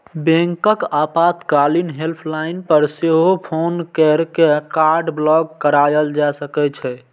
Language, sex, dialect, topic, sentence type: Maithili, male, Eastern / Thethi, banking, statement